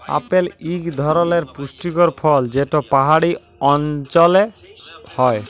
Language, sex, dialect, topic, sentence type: Bengali, male, Jharkhandi, agriculture, statement